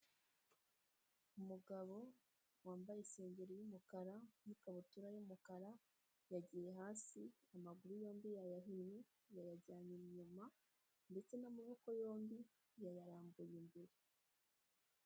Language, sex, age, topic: Kinyarwanda, female, 18-24, health